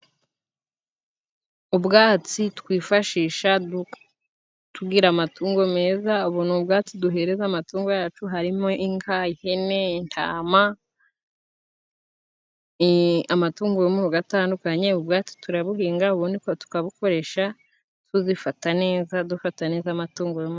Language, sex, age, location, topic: Kinyarwanda, female, 18-24, Musanze, agriculture